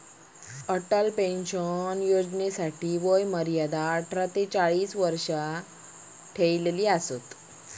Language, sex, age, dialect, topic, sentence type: Marathi, female, 25-30, Southern Konkan, banking, statement